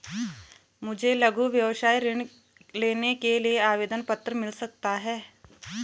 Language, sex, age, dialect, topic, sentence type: Hindi, female, 31-35, Garhwali, banking, question